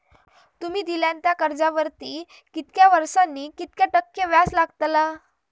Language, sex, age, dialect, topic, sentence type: Marathi, female, 31-35, Southern Konkan, banking, question